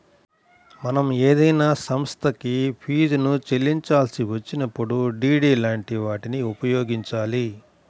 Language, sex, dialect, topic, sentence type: Telugu, male, Central/Coastal, banking, statement